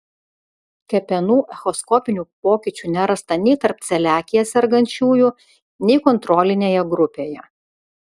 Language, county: Lithuanian, Vilnius